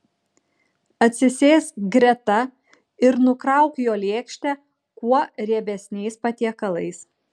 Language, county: Lithuanian, Kaunas